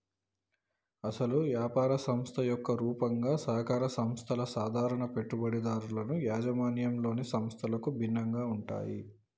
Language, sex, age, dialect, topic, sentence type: Telugu, male, 25-30, Telangana, agriculture, statement